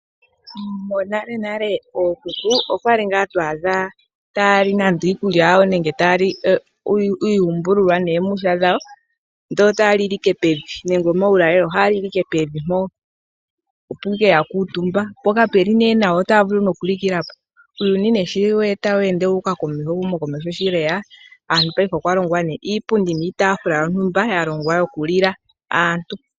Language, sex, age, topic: Oshiwambo, female, 25-35, finance